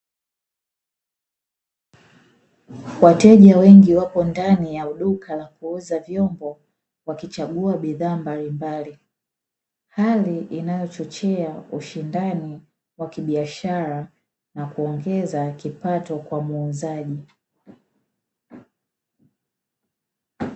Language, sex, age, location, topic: Swahili, female, 18-24, Dar es Salaam, finance